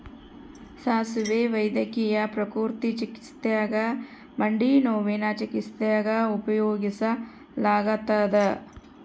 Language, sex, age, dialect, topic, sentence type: Kannada, female, 60-100, Central, agriculture, statement